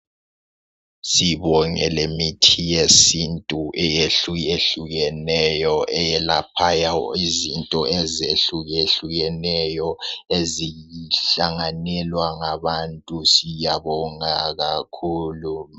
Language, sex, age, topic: North Ndebele, male, 18-24, health